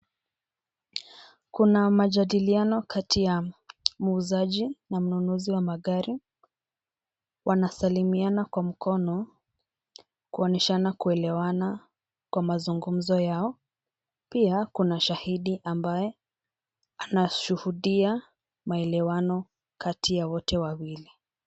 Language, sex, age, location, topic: Swahili, female, 25-35, Nairobi, finance